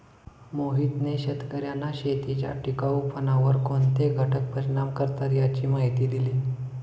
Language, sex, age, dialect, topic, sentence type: Marathi, male, 18-24, Standard Marathi, agriculture, statement